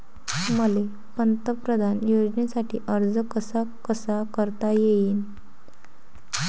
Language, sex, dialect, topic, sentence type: Marathi, female, Varhadi, banking, question